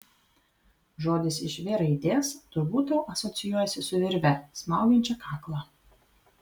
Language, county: Lithuanian, Vilnius